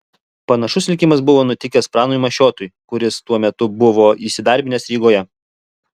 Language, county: Lithuanian, Alytus